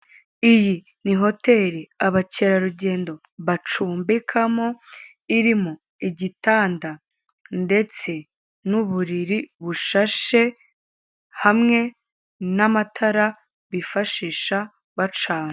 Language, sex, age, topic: Kinyarwanda, female, 18-24, finance